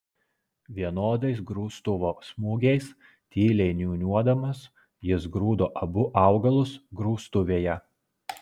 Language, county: Lithuanian, Klaipėda